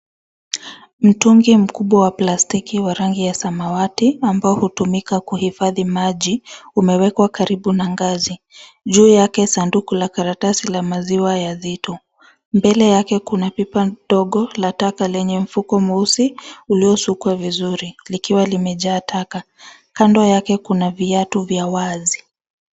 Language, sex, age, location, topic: Swahili, female, 25-35, Nairobi, government